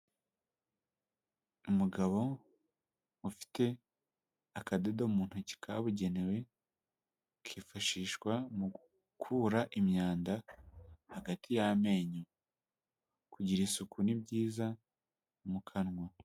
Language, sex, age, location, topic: Kinyarwanda, male, 18-24, Huye, health